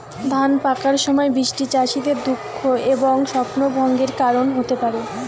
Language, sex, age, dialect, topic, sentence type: Bengali, female, 18-24, Rajbangshi, agriculture, question